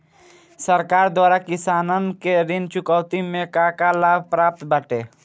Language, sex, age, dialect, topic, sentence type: Bhojpuri, male, <18, Northern, banking, question